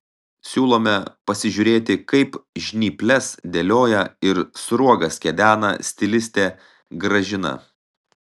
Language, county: Lithuanian, Telšiai